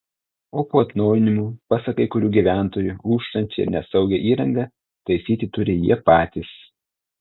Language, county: Lithuanian, Telšiai